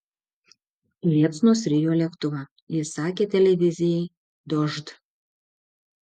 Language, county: Lithuanian, Šiauliai